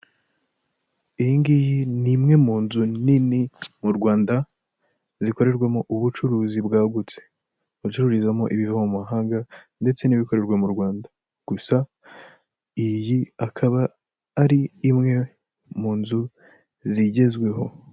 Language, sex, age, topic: Kinyarwanda, male, 18-24, finance